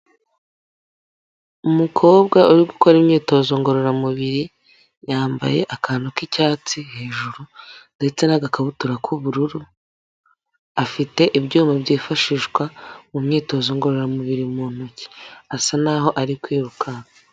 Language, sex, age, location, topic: Kinyarwanda, female, 25-35, Huye, health